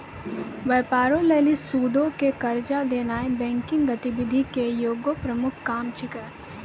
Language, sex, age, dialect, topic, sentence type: Maithili, female, 18-24, Angika, banking, statement